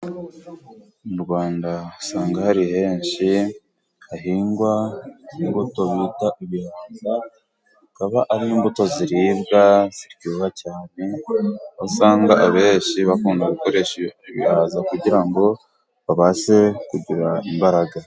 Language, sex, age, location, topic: Kinyarwanda, male, 18-24, Burera, agriculture